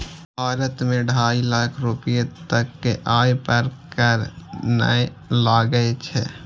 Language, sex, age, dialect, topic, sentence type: Maithili, male, 18-24, Eastern / Thethi, banking, statement